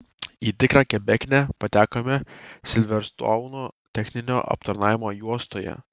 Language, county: Lithuanian, Kaunas